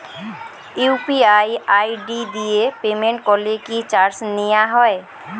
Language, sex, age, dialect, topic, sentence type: Bengali, female, 18-24, Rajbangshi, banking, question